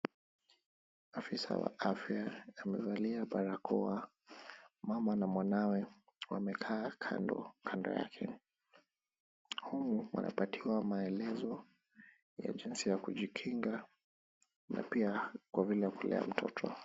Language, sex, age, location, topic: Swahili, male, 25-35, Kisumu, health